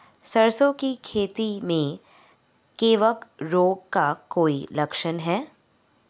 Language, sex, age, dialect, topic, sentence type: Hindi, female, 25-30, Marwari Dhudhari, agriculture, question